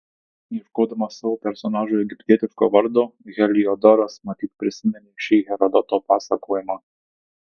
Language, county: Lithuanian, Tauragė